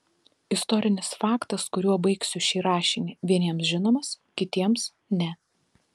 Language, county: Lithuanian, Telšiai